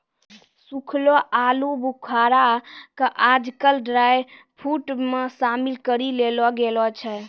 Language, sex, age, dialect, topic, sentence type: Maithili, female, 18-24, Angika, agriculture, statement